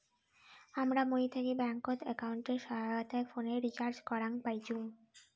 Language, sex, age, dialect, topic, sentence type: Bengali, female, 18-24, Rajbangshi, banking, statement